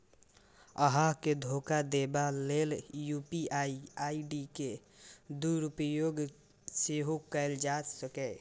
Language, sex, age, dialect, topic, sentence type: Maithili, male, 18-24, Eastern / Thethi, banking, statement